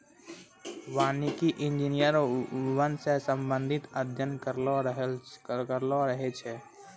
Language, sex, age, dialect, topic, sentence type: Maithili, male, 18-24, Angika, agriculture, statement